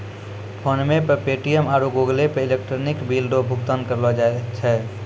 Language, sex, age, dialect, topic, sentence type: Maithili, male, 25-30, Angika, banking, statement